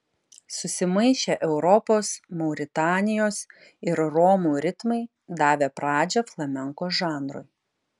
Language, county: Lithuanian, Utena